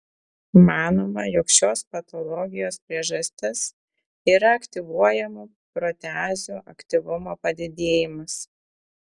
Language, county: Lithuanian, Telšiai